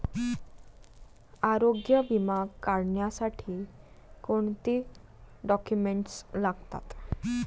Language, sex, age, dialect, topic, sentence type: Marathi, female, 18-24, Standard Marathi, banking, question